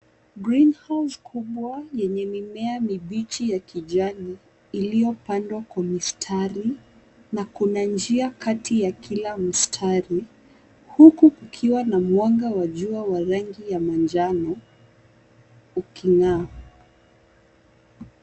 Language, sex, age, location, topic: Swahili, female, 18-24, Nairobi, agriculture